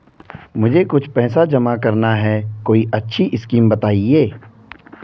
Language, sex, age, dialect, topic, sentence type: Hindi, male, 25-30, Garhwali, banking, question